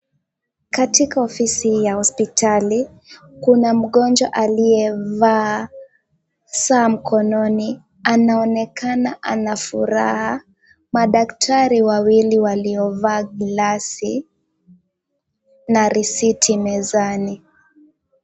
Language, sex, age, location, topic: Swahili, female, 18-24, Kisumu, health